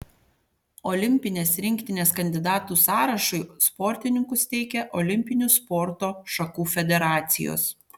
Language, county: Lithuanian, Panevėžys